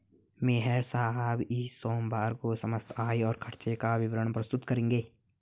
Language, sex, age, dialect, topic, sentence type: Hindi, male, 18-24, Marwari Dhudhari, banking, statement